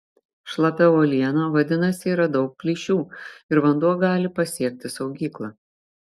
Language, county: Lithuanian, Šiauliai